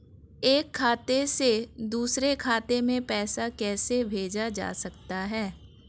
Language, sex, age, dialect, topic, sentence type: Hindi, female, 25-30, Marwari Dhudhari, banking, question